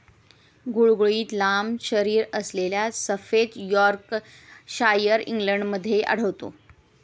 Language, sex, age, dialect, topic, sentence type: Marathi, female, 18-24, Standard Marathi, agriculture, statement